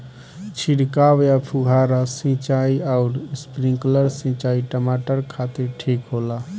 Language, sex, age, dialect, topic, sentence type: Bhojpuri, male, 18-24, Northern, agriculture, question